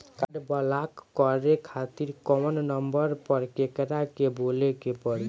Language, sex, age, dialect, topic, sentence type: Bhojpuri, male, 18-24, Southern / Standard, banking, question